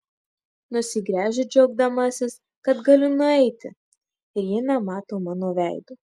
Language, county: Lithuanian, Marijampolė